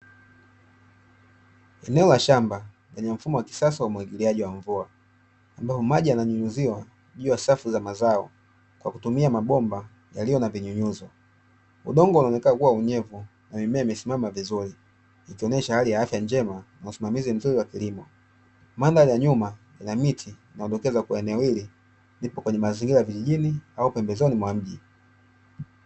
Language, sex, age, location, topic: Swahili, male, 25-35, Dar es Salaam, agriculture